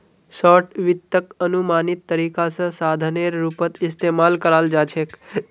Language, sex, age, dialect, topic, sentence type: Magahi, male, 18-24, Northeastern/Surjapuri, banking, statement